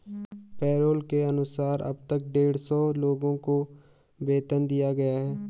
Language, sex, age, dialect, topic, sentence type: Hindi, male, 18-24, Garhwali, banking, statement